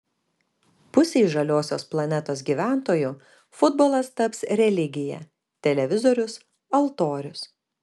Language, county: Lithuanian, Kaunas